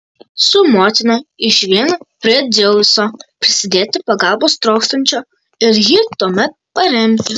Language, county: Lithuanian, Kaunas